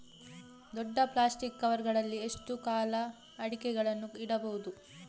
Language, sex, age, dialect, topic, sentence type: Kannada, female, 18-24, Coastal/Dakshin, agriculture, question